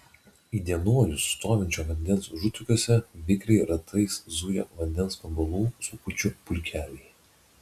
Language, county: Lithuanian, Vilnius